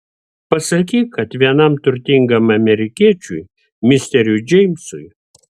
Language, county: Lithuanian, Vilnius